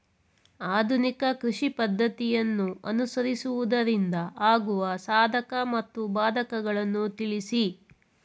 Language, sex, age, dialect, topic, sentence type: Kannada, female, 41-45, Mysore Kannada, agriculture, question